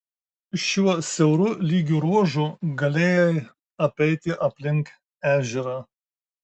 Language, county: Lithuanian, Marijampolė